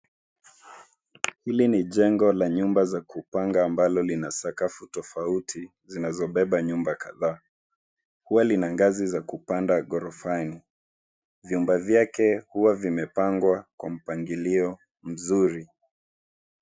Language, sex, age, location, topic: Swahili, male, 25-35, Nairobi, finance